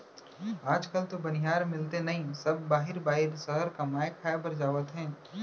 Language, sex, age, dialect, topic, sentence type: Chhattisgarhi, male, 25-30, Central, agriculture, statement